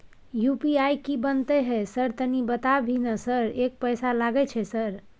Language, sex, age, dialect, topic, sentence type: Maithili, female, 51-55, Bajjika, banking, question